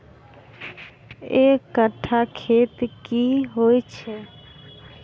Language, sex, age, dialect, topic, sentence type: Maithili, female, 25-30, Southern/Standard, agriculture, question